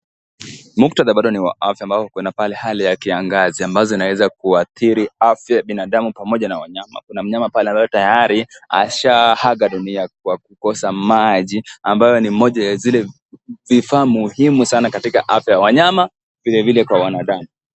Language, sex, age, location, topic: Swahili, male, 18-24, Kisii, health